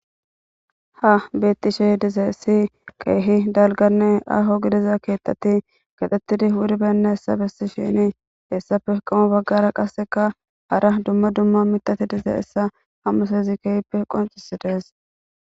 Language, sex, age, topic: Gamo, female, 18-24, government